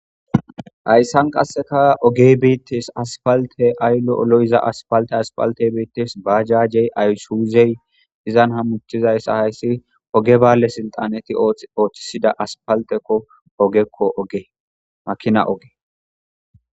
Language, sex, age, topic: Gamo, female, 18-24, government